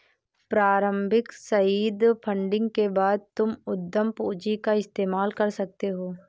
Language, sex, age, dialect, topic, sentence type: Hindi, female, 18-24, Awadhi Bundeli, banking, statement